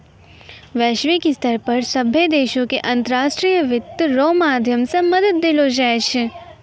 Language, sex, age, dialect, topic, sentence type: Maithili, female, 56-60, Angika, banking, statement